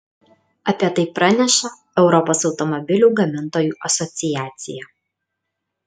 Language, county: Lithuanian, Kaunas